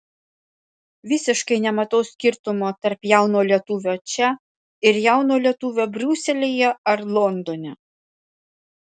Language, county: Lithuanian, Panevėžys